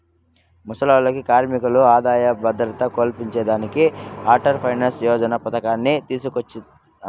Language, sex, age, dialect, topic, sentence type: Telugu, male, 56-60, Southern, banking, statement